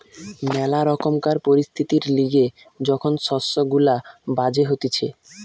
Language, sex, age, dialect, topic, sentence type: Bengali, male, 18-24, Western, agriculture, statement